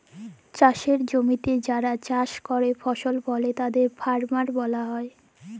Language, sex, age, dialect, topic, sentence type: Bengali, female, 18-24, Jharkhandi, agriculture, statement